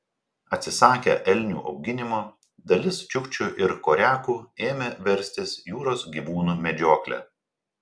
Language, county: Lithuanian, Telšiai